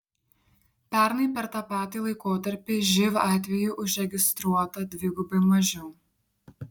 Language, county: Lithuanian, Šiauliai